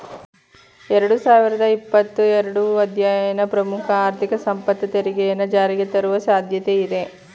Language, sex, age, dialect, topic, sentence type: Kannada, female, 31-35, Mysore Kannada, banking, statement